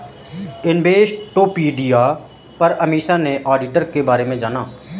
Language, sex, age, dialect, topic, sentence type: Hindi, male, 31-35, Marwari Dhudhari, banking, statement